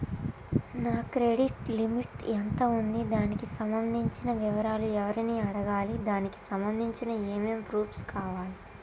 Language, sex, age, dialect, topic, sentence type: Telugu, female, 25-30, Telangana, banking, question